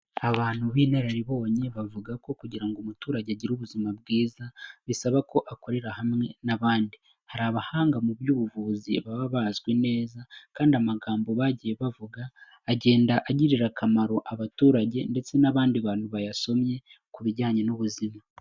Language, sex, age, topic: Kinyarwanda, male, 18-24, health